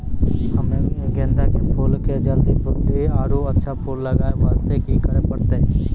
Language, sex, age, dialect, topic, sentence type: Maithili, male, 18-24, Angika, agriculture, question